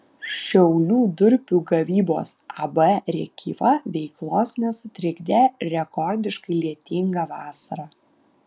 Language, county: Lithuanian, Vilnius